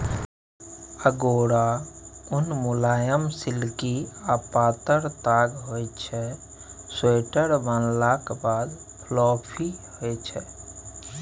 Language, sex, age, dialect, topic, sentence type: Maithili, male, 25-30, Bajjika, agriculture, statement